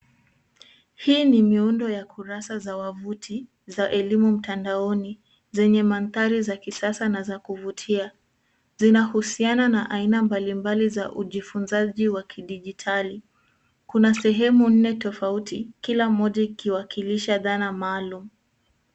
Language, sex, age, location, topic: Swahili, female, 18-24, Nairobi, education